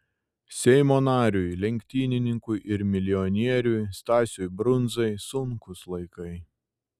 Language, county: Lithuanian, Šiauliai